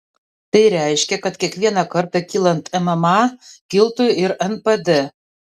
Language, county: Lithuanian, Vilnius